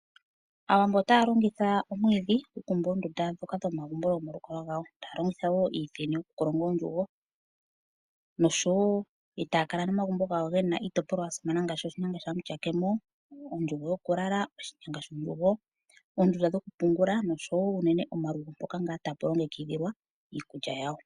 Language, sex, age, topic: Oshiwambo, female, 25-35, agriculture